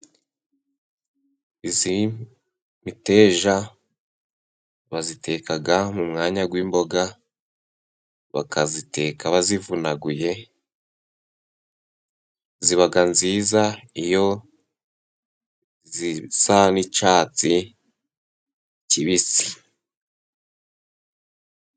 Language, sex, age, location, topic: Kinyarwanda, male, 18-24, Musanze, agriculture